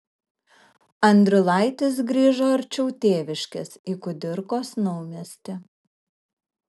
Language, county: Lithuanian, Kaunas